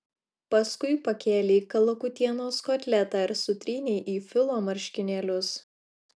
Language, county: Lithuanian, Alytus